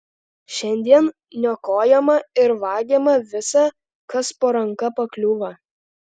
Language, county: Lithuanian, Alytus